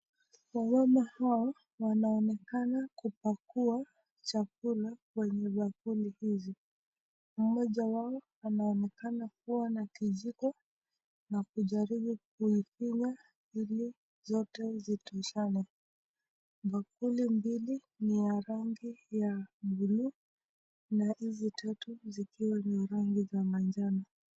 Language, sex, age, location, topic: Swahili, female, 25-35, Nakuru, agriculture